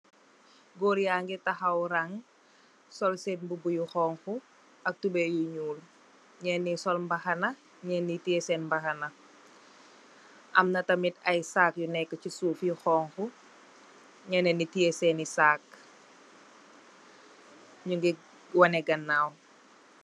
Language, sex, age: Wolof, female, 18-24